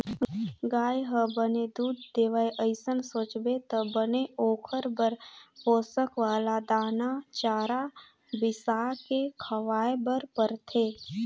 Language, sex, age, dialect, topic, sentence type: Chhattisgarhi, female, 18-24, Northern/Bhandar, agriculture, statement